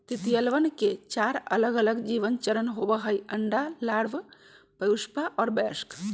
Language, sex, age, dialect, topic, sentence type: Magahi, female, 46-50, Western, agriculture, statement